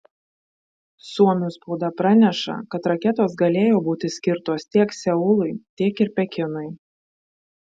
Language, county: Lithuanian, Vilnius